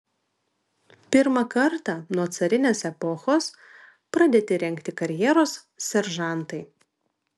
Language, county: Lithuanian, Vilnius